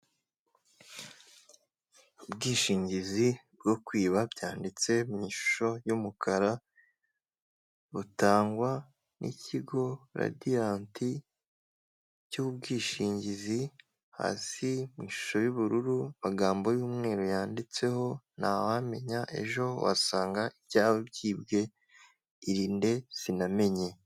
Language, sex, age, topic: Kinyarwanda, male, 18-24, finance